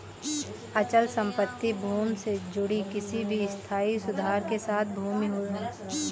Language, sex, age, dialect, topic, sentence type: Hindi, female, 18-24, Awadhi Bundeli, banking, statement